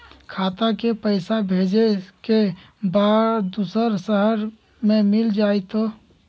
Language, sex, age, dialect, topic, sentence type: Magahi, male, 18-24, Western, banking, question